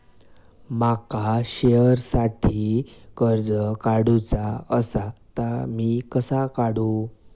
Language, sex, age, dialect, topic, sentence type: Marathi, male, 18-24, Southern Konkan, banking, question